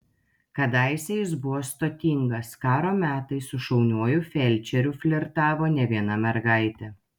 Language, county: Lithuanian, Telšiai